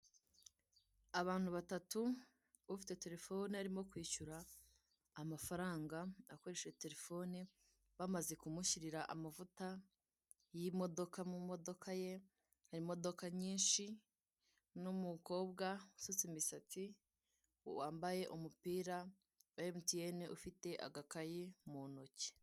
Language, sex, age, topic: Kinyarwanda, female, 18-24, finance